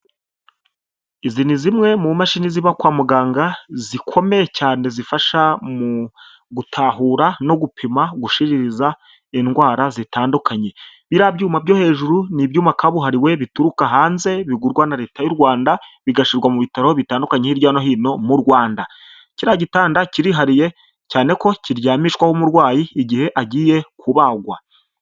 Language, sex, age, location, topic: Kinyarwanda, male, 25-35, Huye, health